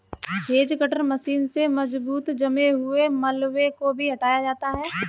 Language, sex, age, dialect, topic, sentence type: Hindi, female, 25-30, Kanauji Braj Bhasha, agriculture, statement